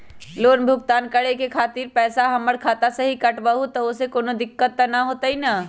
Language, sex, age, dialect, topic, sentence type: Magahi, female, 31-35, Western, banking, question